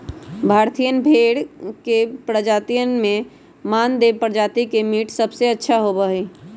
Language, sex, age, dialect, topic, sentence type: Magahi, male, 18-24, Western, agriculture, statement